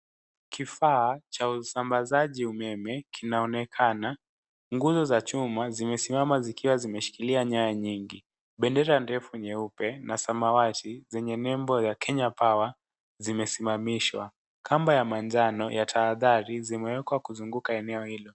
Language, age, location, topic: Swahili, 18-24, Nairobi, government